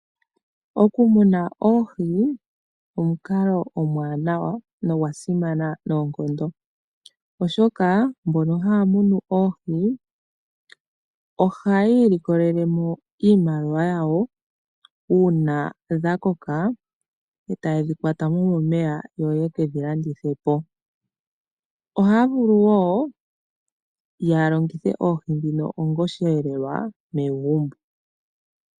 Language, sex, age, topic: Oshiwambo, female, 18-24, agriculture